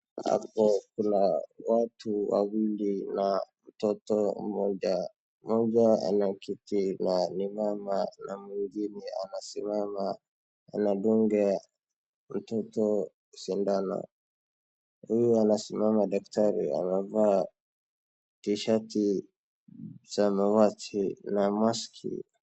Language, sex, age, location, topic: Swahili, male, 18-24, Wajir, health